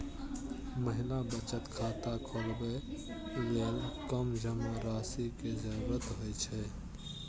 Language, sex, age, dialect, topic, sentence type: Maithili, male, 18-24, Eastern / Thethi, banking, statement